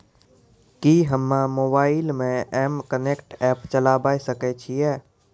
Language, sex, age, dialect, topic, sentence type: Maithili, male, 18-24, Angika, banking, question